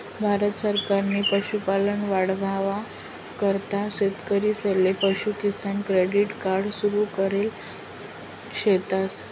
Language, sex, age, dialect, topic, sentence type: Marathi, female, 25-30, Northern Konkan, agriculture, statement